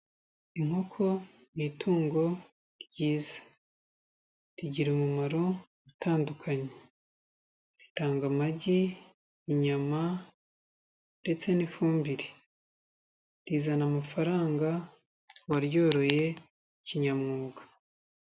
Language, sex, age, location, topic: Kinyarwanda, female, 36-49, Kigali, agriculture